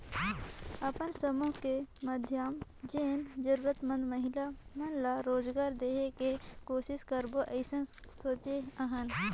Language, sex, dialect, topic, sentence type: Chhattisgarhi, female, Northern/Bhandar, banking, statement